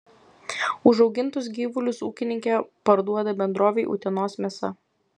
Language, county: Lithuanian, Vilnius